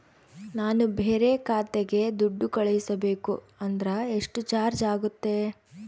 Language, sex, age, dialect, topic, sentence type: Kannada, female, 18-24, Central, banking, question